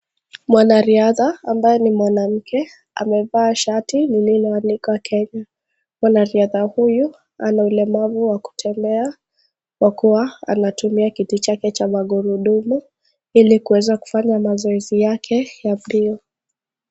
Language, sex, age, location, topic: Swahili, female, 25-35, Kisii, education